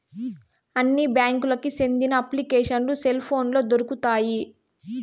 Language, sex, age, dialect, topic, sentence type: Telugu, female, 18-24, Southern, banking, statement